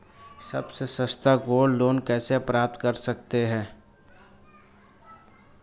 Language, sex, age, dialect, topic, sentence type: Hindi, male, 18-24, Marwari Dhudhari, banking, question